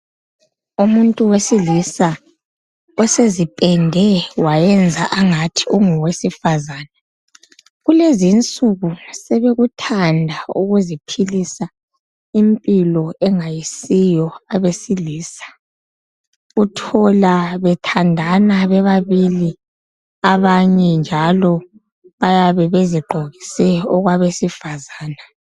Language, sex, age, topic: North Ndebele, male, 25-35, health